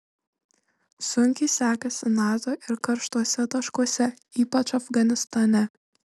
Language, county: Lithuanian, Šiauliai